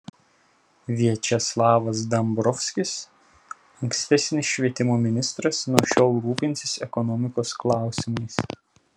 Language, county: Lithuanian, Telšiai